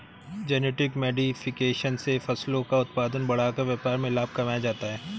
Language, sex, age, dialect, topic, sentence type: Hindi, male, 31-35, Awadhi Bundeli, agriculture, statement